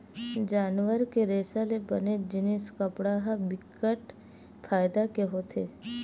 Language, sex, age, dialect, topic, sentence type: Chhattisgarhi, female, 25-30, Western/Budati/Khatahi, agriculture, statement